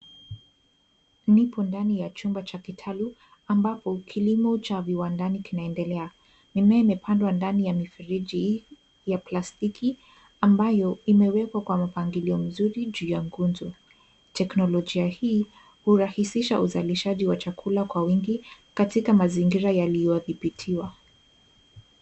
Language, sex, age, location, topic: Swahili, female, 18-24, Nairobi, agriculture